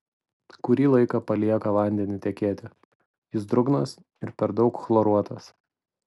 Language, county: Lithuanian, Vilnius